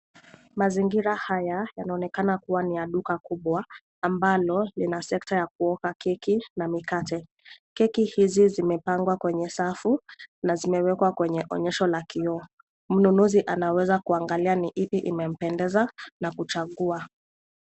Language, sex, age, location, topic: Swahili, female, 18-24, Nairobi, finance